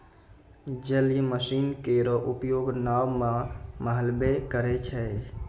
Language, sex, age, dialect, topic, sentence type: Maithili, male, 25-30, Angika, agriculture, statement